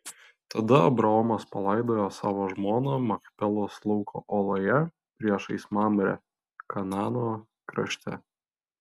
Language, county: Lithuanian, Vilnius